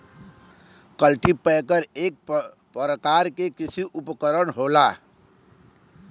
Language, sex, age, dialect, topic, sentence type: Bhojpuri, male, 25-30, Western, agriculture, statement